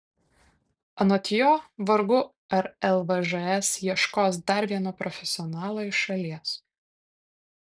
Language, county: Lithuanian, Kaunas